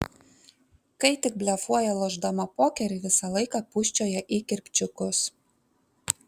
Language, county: Lithuanian, Kaunas